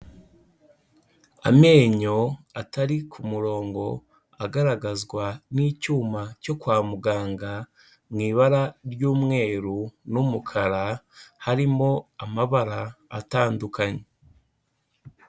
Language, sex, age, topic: Kinyarwanda, male, 18-24, health